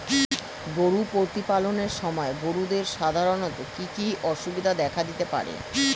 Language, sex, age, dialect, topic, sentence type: Bengali, male, 41-45, Standard Colloquial, agriculture, question